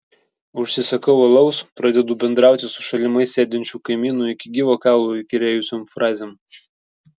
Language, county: Lithuanian, Vilnius